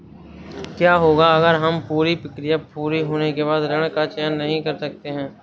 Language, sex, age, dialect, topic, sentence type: Hindi, male, 18-24, Awadhi Bundeli, banking, question